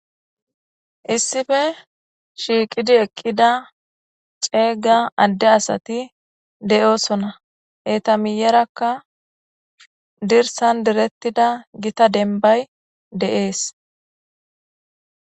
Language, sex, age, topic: Gamo, female, 25-35, agriculture